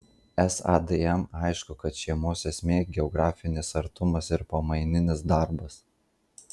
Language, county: Lithuanian, Marijampolė